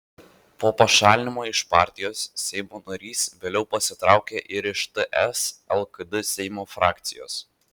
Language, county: Lithuanian, Vilnius